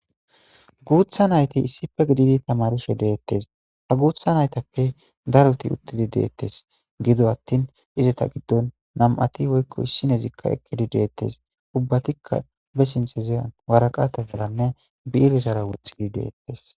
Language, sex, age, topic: Gamo, male, 18-24, government